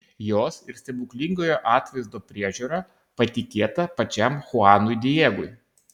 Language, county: Lithuanian, Kaunas